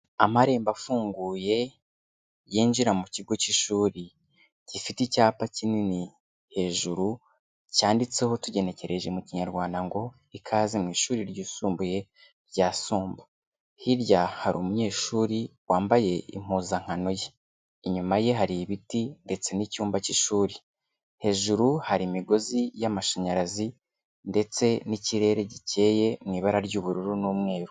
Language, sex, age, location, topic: Kinyarwanda, male, 25-35, Kigali, education